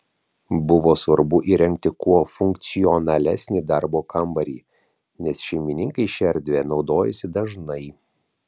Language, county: Lithuanian, Vilnius